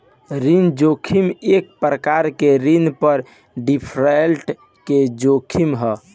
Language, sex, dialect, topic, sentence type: Bhojpuri, male, Southern / Standard, banking, statement